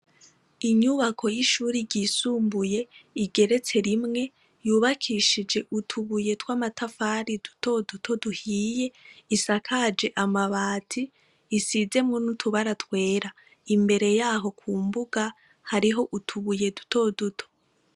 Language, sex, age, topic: Rundi, female, 25-35, education